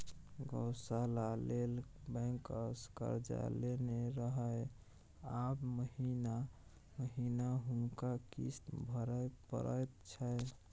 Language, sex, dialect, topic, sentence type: Maithili, male, Bajjika, banking, statement